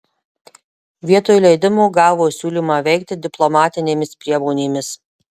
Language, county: Lithuanian, Marijampolė